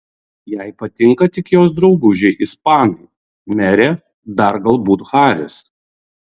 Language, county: Lithuanian, Kaunas